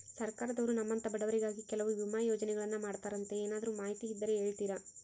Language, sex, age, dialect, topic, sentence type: Kannada, female, 18-24, Central, banking, question